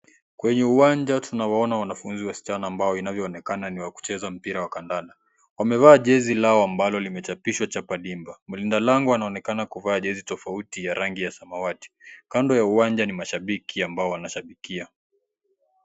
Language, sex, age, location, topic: Swahili, male, 18-24, Kisii, government